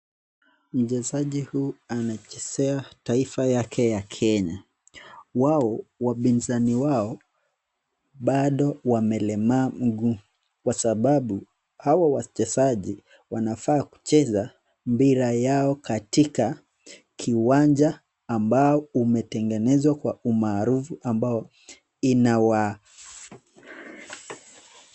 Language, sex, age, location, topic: Swahili, male, 25-35, Nakuru, education